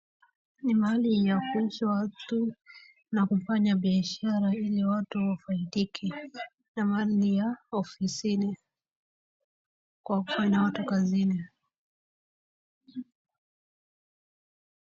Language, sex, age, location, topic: Swahili, female, 25-35, Wajir, education